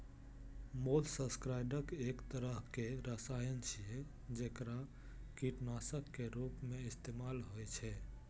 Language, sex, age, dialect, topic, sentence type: Maithili, male, 18-24, Eastern / Thethi, agriculture, statement